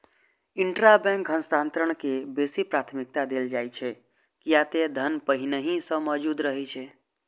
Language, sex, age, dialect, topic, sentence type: Maithili, male, 25-30, Eastern / Thethi, banking, statement